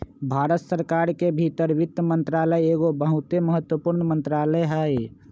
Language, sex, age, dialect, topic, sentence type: Magahi, male, 25-30, Western, banking, statement